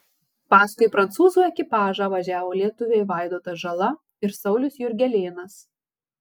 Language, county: Lithuanian, Marijampolė